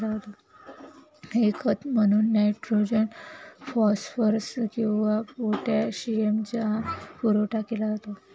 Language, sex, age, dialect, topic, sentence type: Marathi, female, 25-30, Standard Marathi, agriculture, statement